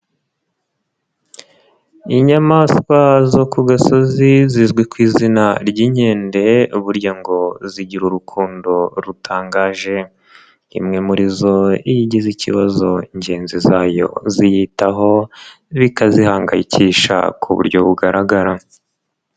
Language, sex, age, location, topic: Kinyarwanda, male, 18-24, Nyagatare, agriculture